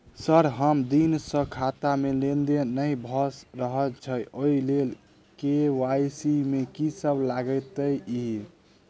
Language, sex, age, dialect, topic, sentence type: Maithili, male, 18-24, Southern/Standard, banking, question